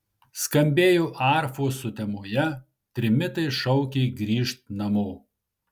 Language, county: Lithuanian, Marijampolė